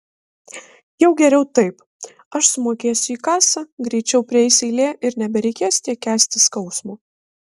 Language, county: Lithuanian, Kaunas